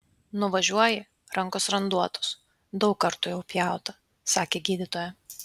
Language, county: Lithuanian, Vilnius